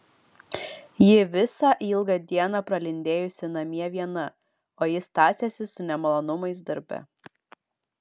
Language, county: Lithuanian, Vilnius